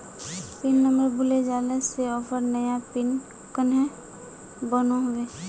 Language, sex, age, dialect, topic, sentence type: Magahi, female, 25-30, Northeastern/Surjapuri, banking, question